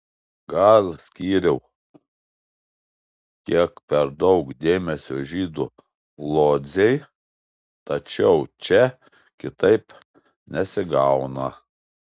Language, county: Lithuanian, Šiauliai